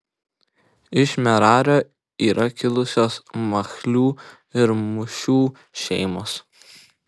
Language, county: Lithuanian, Kaunas